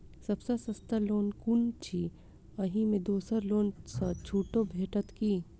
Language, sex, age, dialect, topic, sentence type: Maithili, female, 25-30, Southern/Standard, banking, question